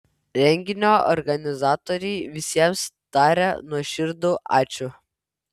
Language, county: Lithuanian, Vilnius